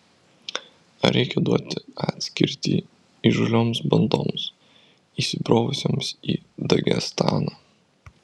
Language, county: Lithuanian, Vilnius